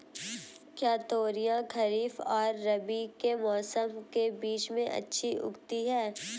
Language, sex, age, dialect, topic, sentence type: Hindi, female, 18-24, Hindustani Malvi Khadi Boli, agriculture, question